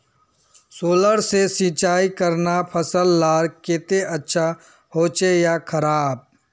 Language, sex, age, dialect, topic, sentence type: Magahi, male, 41-45, Northeastern/Surjapuri, agriculture, question